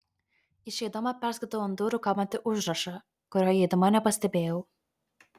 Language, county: Lithuanian, Kaunas